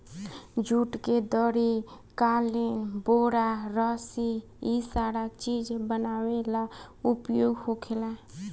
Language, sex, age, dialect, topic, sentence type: Bhojpuri, female, <18, Southern / Standard, agriculture, statement